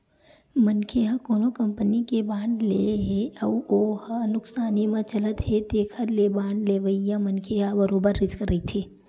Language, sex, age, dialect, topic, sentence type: Chhattisgarhi, female, 18-24, Western/Budati/Khatahi, banking, statement